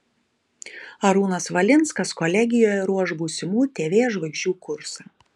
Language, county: Lithuanian, Kaunas